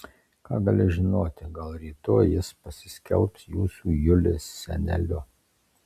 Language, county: Lithuanian, Marijampolė